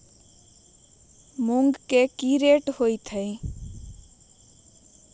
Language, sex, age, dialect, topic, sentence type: Magahi, female, 41-45, Western, agriculture, statement